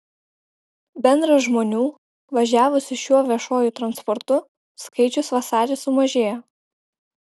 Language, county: Lithuanian, Vilnius